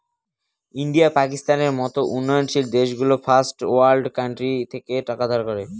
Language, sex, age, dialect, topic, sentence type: Bengali, male, <18, Northern/Varendri, banking, statement